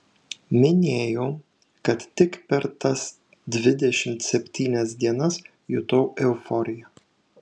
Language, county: Lithuanian, Šiauliai